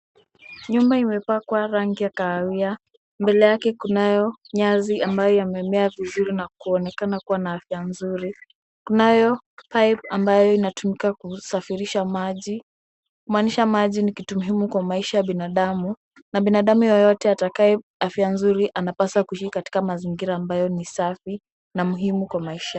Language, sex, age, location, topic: Swahili, female, 18-24, Kisumu, education